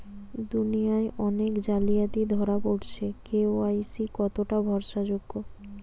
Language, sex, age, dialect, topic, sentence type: Bengali, female, 18-24, Rajbangshi, banking, question